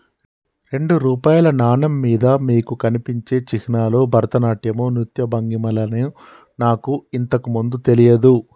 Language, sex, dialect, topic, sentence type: Telugu, male, Telangana, banking, statement